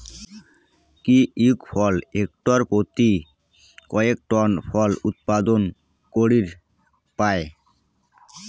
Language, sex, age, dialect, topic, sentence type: Bengali, male, 18-24, Rajbangshi, agriculture, statement